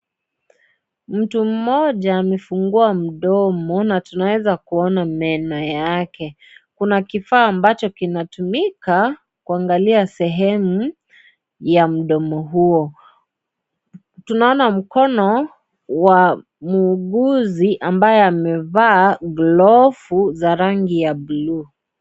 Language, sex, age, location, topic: Swahili, male, 25-35, Kisii, health